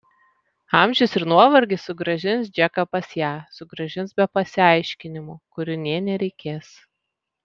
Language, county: Lithuanian, Vilnius